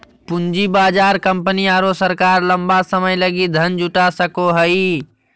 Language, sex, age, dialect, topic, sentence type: Magahi, male, 18-24, Southern, banking, statement